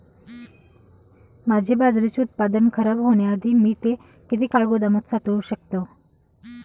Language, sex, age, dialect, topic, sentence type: Marathi, female, 25-30, Standard Marathi, agriculture, question